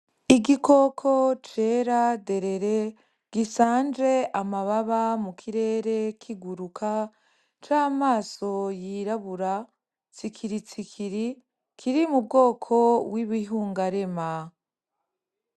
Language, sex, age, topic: Rundi, female, 25-35, agriculture